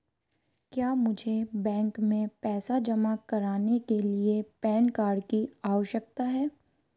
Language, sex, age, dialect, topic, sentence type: Hindi, female, 18-24, Marwari Dhudhari, banking, question